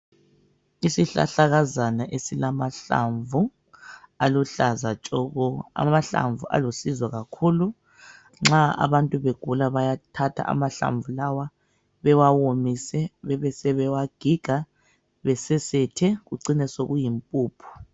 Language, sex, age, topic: North Ndebele, male, 25-35, health